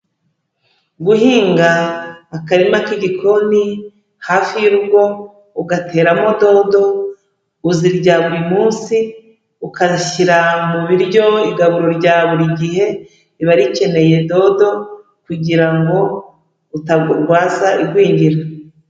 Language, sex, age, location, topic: Kinyarwanda, female, 36-49, Kigali, agriculture